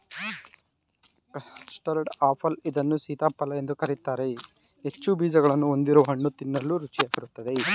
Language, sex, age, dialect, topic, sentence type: Kannada, male, 36-40, Mysore Kannada, agriculture, statement